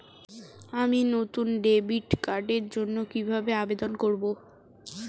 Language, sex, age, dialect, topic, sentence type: Bengali, female, 18-24, Standard Colloquial, banking, statement